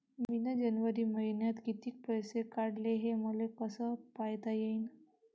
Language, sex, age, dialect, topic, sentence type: Marathi, female, 18-24, Varhadi, banking, question